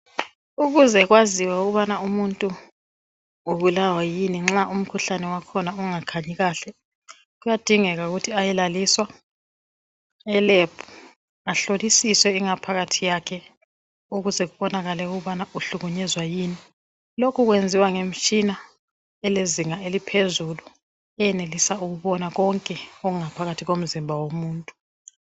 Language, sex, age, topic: North Ndebele, female, 36-49, health